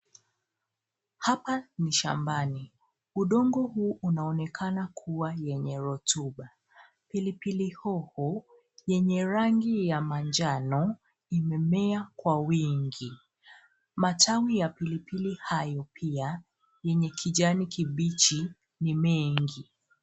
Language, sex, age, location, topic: Swahili, female, 25-35, Nairobi, agriculture